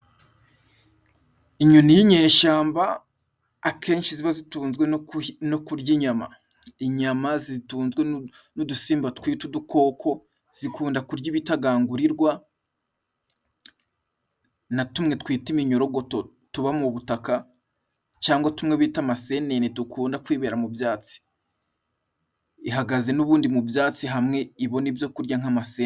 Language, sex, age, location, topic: Kinyarwanda, male, 25-35, Musanze, agriculture